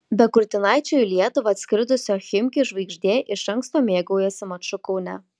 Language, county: Lithuanian, Kaunas